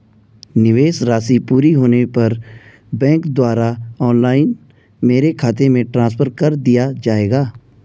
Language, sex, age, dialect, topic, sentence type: Hindi, male, 25-30, Garhwali, banking, question